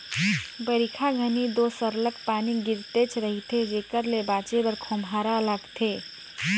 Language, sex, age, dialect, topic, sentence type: Chhattisgarhi, female, 18-24, Northern/Bhandar, agriculture, statement